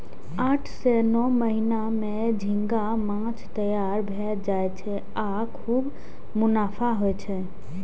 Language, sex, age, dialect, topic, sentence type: Maithili, female, 18-24, Eastern / Thethi, agriculture, statement